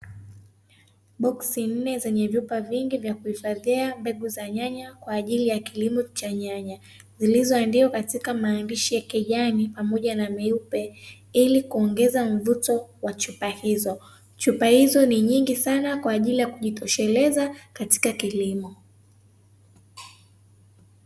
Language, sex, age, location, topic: Swahili, female, 18-24, Dar es Salaam, agriculture